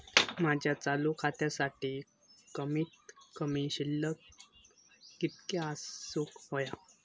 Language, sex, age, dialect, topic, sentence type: Marathi, male, 18-24, Southern Konkan, banking, statement